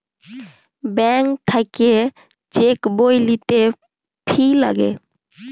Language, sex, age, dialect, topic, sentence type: Bengali, female, 18-24, Jharkhandi, banking, statement